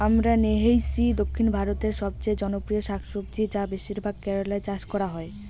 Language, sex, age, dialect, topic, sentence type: Bengali, female, 18-24, Rajbangshi, agriculture, question